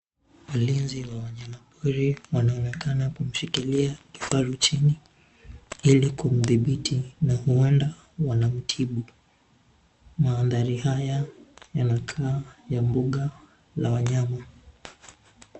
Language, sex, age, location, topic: Swahili, male, 18-24, Nairobi, government